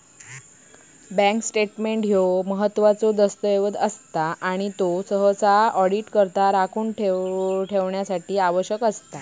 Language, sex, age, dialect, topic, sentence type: Marathi, female, 25-30, Southern Konkan, banking, statement